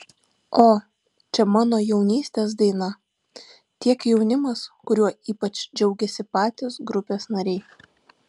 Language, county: Lithuanian, Vilnius